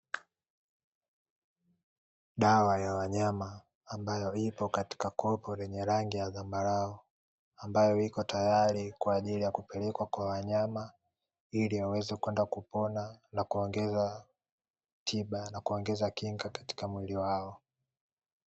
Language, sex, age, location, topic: Swahili, male, 18-24, Dar es Salaam, agriculture